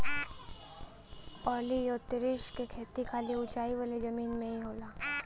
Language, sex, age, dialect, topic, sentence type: Bhojpuri, female, 18-24, Western, agriculture, statement